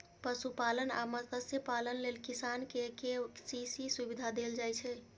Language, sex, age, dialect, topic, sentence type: Maithili, female, 25-30, Eastern / Thethi, agriculture, statement